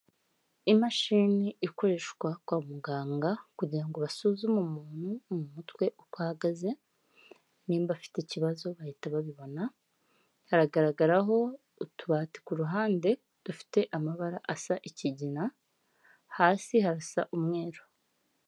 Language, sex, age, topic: Kinyarwanda, female, 18-24, health